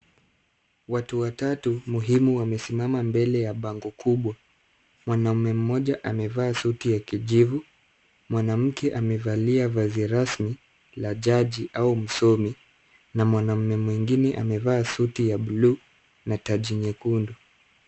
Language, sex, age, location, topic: Swahili, male, 25-35, Kisumu, government